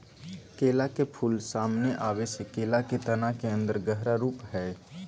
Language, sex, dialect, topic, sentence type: Magahi, male, Southern, agriculture, statement